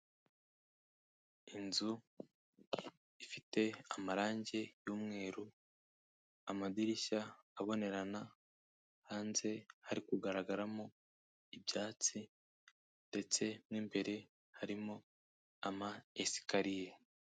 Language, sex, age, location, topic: Kinyarwanda, male, 18-24, Kigali, finance